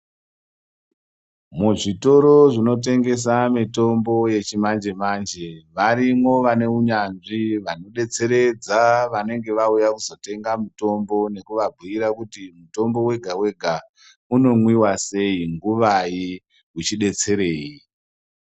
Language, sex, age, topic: Ndau, male, 36-49, health